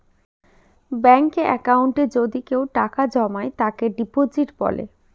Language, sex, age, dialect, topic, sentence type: Bengali, female, 31-35, Northern/Varendri, banking, statement